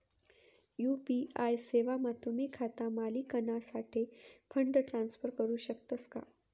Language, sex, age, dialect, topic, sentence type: Marathi, female, 25-30, Northern Konkan, banking, statement